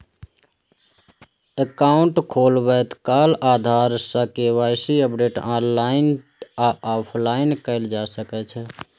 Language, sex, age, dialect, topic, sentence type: Maithili, male, 25-30, Eastern / Thethi, banking, statement